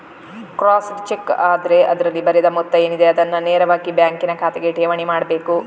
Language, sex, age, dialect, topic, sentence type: Kannada, female, 36-40, Coastal/Dakshin, banking, statement